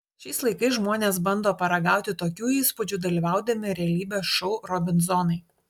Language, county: Lithuanian, Utena